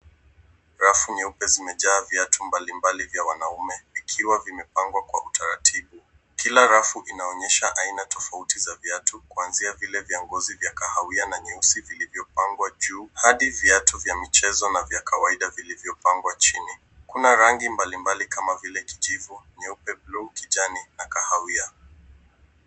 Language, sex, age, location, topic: Swahili, male, 18-24, Nairobi, finance